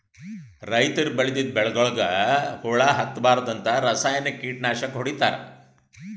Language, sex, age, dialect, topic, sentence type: Kannada, male, 60-100, Northeastern, agriculture, statement